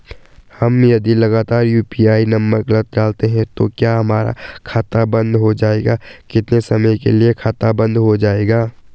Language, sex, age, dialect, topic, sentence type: Hindi, male, 18-24, Garhwali, banking, question